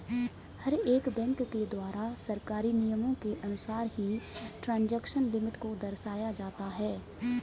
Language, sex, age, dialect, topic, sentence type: Hindi, female, 18-24, Kanauji Braj Bhasha, banking, statement